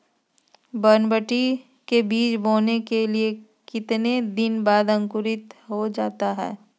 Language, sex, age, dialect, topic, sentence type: Magahi, female, 36-40, Southern, agriculture, question